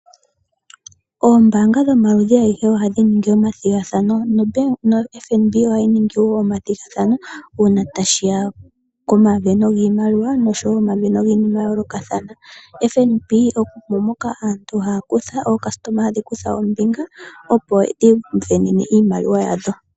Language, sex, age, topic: Oshiwambo, female, 18-24, finance